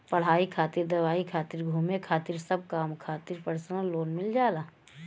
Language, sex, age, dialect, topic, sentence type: Bhojpuri, female, 31-35, Western, banking, statement